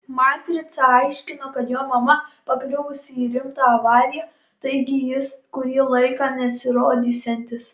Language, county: Lithuanian, Kaunas